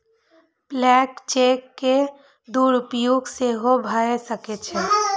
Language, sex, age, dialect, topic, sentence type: Maithili, female, 31-35, Eastern / Thethi, banking, statement